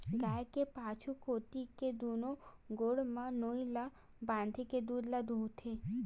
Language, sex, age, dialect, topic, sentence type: Chhattisgarhi, female, 60-100, Western/Budati/Khatahi, agriculture, statement